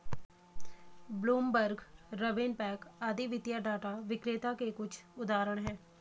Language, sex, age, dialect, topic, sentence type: Hindi, female, 25-30, Garhwali, banking, statement